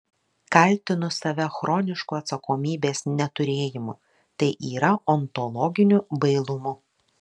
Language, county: Lithuanian, Marijampolė